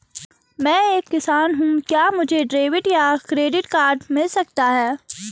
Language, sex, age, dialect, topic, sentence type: Hindi, female, 36-40, Garhwali, banking, question